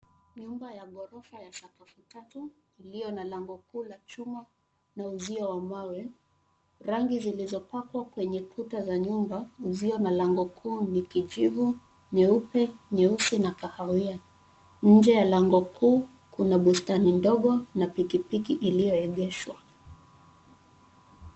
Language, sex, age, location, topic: Swahili, female, 25-35, Nairobi, finance